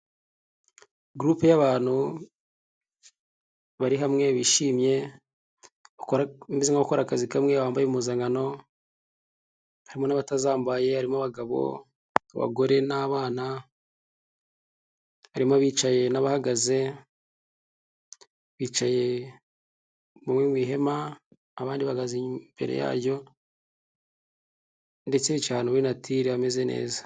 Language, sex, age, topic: Kinyarwanda, male, 18-24, health